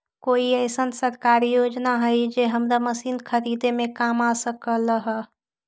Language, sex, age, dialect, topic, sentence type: Magahi, female, 18-24, Western, agriculture, question